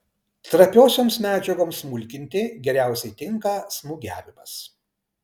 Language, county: Lithuanian, Kaunas